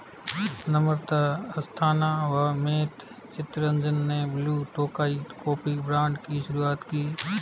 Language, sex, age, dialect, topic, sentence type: Hindi, male, 36-40, Marwari Dhudhari, agriculture, statement